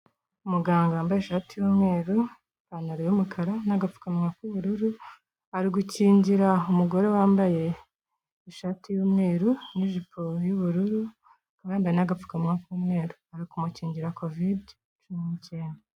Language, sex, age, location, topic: Kinyarwanda, female, 25-35, Kigali, health